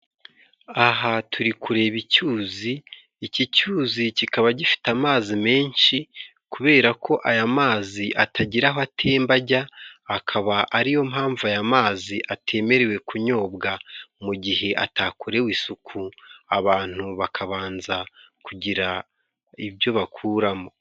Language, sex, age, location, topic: Kinyarwanda, male, 25-35, Musanze, agriculture